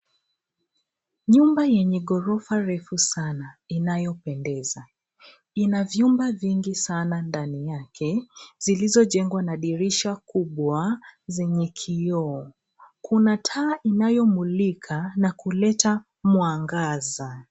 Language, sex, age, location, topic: Swahili, female, 25-35, Nairobi, finance